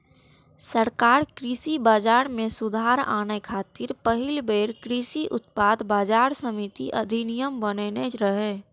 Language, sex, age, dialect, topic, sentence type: Maithili, female, 18-24, Eastern / Thethi, agriculture, statement